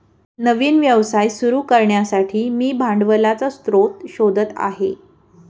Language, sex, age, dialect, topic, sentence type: Marathi, female, 18-24, Standard Marathi, banking, statement